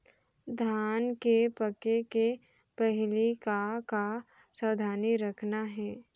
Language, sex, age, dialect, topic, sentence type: Chhattisgarhi, female, 18-24, Central, agriculture, question